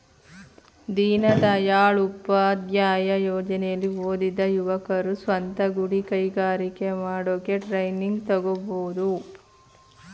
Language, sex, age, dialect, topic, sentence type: Kannada, female, 31-35, Mysore Kannada, banking, statement